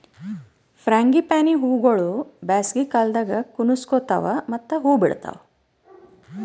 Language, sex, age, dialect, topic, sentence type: Kannada, female, 36-40, Northeastern, agriculture, statement